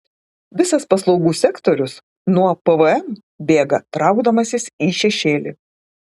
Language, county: Lithuanian, Klaipėda